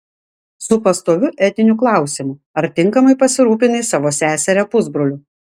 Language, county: Lithuanian, Klaipėda